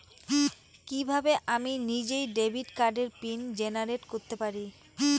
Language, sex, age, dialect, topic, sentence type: Bengali, female, 18-24, Rajbangshi, banking, question